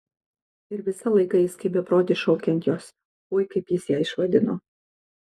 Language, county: Lithuanian, Kaunas